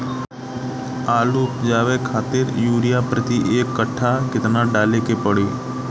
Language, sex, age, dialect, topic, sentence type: Bhojpuri, male, 18-24, Southern / Standard, agriculture, question